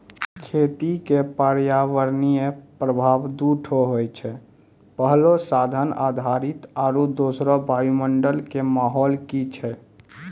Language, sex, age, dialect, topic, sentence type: Maithili, male, 18-24, Angika, agriculture, statement